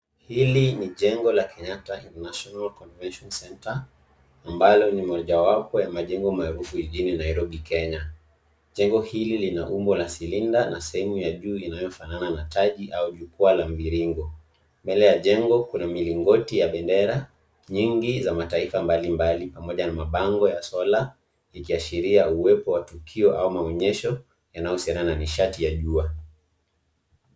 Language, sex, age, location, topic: Swahili, male, 18-24, Nairobi, government